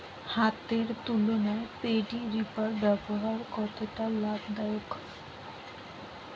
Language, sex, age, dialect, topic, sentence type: Bengali, female, 18-24, Jharkhandi, agriculture, question